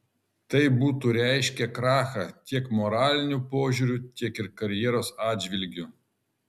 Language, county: Lithuanian, Kaunas